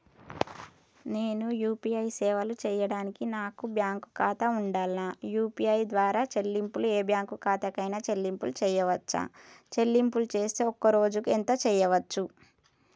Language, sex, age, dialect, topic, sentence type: Telugu, female, 41-45, Telangana, banking, question